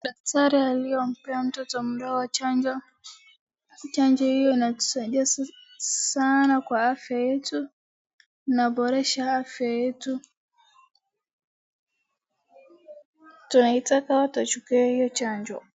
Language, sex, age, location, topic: Swahili, female, 36-49, Wajir, health